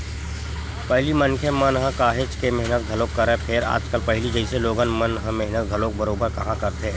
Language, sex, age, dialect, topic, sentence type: Chhattisgarhi, male, 25-30, Western/Budati/Khatahi, agriculture, statement